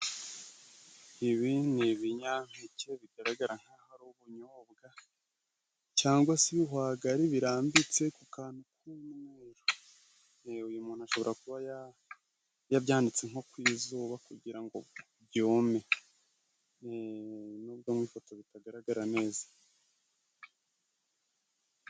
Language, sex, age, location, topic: Kinyarwanda, male, 25-35, Musanze, agriculture